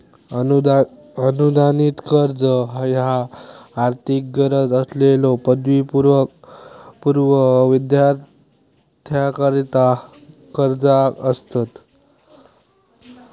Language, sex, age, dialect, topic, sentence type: Marathi, male, 25-30, Southern Konkan, banking, statement